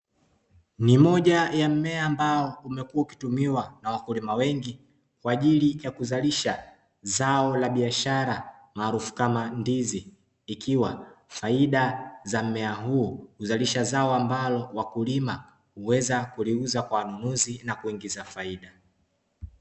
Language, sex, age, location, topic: Swahili, male, 25-35, Dar es Salaam, agriculture